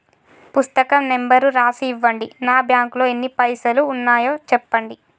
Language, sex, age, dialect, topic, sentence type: Telugu, female, 18-24, Telangana, banking, question